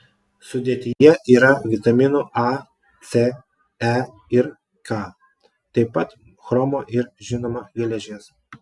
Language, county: Lithuanian, Klaipėda